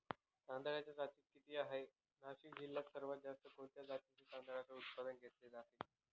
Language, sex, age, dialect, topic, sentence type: Marathi, male, 25-30, Northern Konkan, agriculture, question